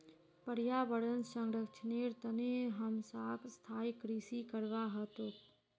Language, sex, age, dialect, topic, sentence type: Magahi, female, 25-30, Northeastern/Surjapuri, agriculture, statement